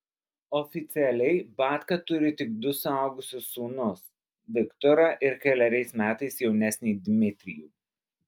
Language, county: Lithuanian, Alytus